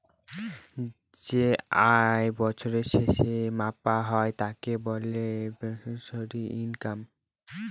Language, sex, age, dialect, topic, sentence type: Bengali, male, <18, Northern/Varendri, banking, statement